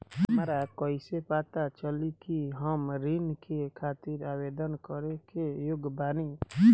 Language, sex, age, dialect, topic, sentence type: Bhojpuri, male, 18-24, Southern / Standard, banking, statement